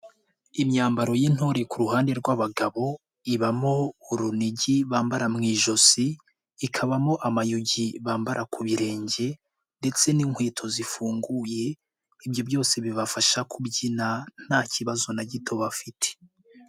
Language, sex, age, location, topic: Kinyarwanda, male, 18-24, Nyagatare, government